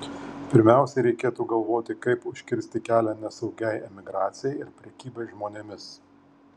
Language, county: Lithuanian, Kaunas